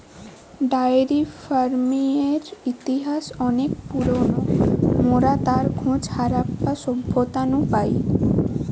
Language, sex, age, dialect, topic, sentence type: Bengali, female, 18-24, Western, agriculture, statement